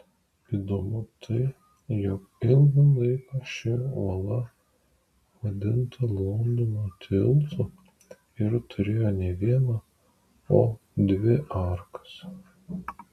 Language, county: Lithuanian, Vilnius